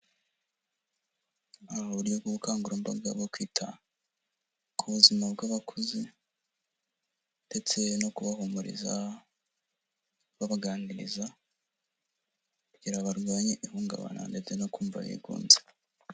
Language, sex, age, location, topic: Kinyarwanda, male, 18-24, Kigali, health